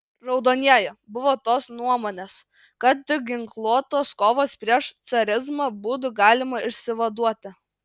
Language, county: Lithuanian, Kaunas